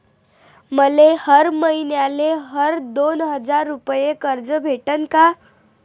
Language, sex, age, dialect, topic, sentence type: Marathi, female, 25-30, Varhadi, banking, question